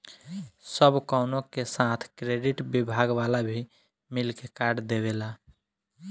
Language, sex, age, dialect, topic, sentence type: Bhojpuri, male, 25-30, Southern / Standard, banking, statement